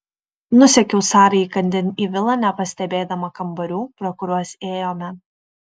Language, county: Lithuanian, Kaunas